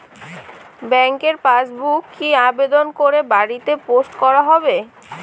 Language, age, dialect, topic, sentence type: Bengali, 18-24, Rajbangshi, banking, question